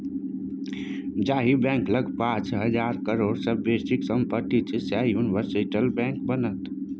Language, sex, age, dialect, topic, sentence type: Maithili, male, 60-100, Bajjika, banking, statement